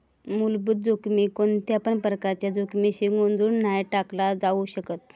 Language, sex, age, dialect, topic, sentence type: Marathi, female, 31-35, Southern Konkan, banking, statement